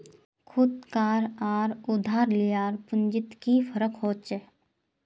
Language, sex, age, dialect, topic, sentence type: Magahi, female, 18-24, Northeastern/Surjapuri, banking, statement